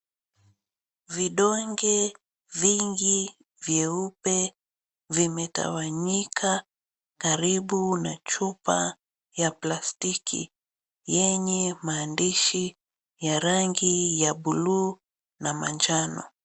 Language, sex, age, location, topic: Swahili, female, 25-35, Mombasa, health